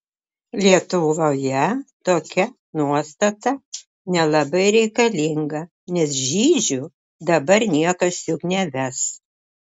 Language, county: Lithuanian, Klaipėda